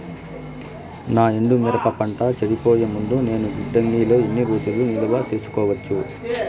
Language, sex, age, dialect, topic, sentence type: Telugu, male, 46-50, Southern, agriculture, question